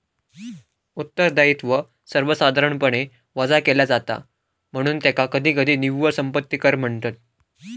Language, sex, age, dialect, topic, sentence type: Marathi, male, 18-24, Southern Konkan, banking, statement